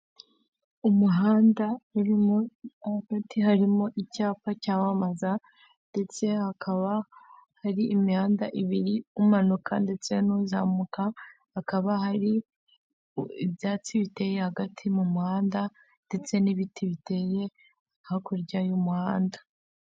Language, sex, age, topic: Kinyarwanda, female, 18-24, government